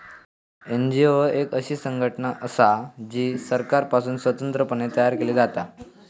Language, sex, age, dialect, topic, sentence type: Marathi, male, 18-24, Southern Konkan, banking, statement